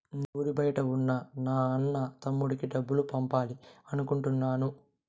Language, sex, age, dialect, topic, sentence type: Telugu, male, 18-24, Southern, banking, statement